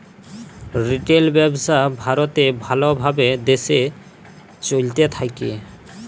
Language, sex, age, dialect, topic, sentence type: Bengali, male, 18-24, Jharkhandi, agriculture, statement